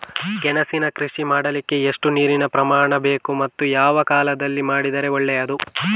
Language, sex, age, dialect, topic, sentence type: Kannada, male, 18-24, Coastal/Dakshin, agriculture, question